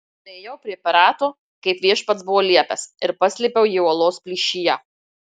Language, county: Lithuanian, Marijampolė